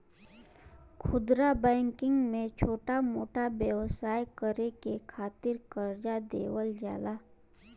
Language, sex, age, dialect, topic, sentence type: Bhojpuri, female, 25-30, Western, banking, statement